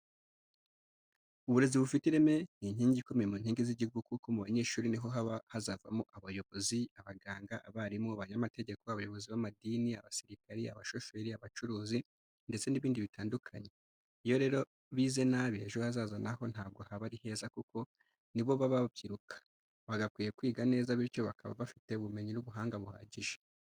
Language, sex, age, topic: Kinyarwanda, male, 25-35, education